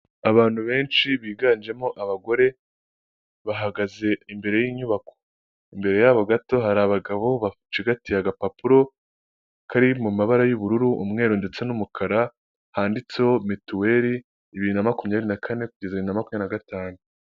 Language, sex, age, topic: Kinyarwanda, male, 18-24, finance